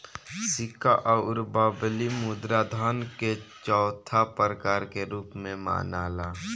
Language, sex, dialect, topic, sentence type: Bhojpuri, male, Southern / Standard, banking, statement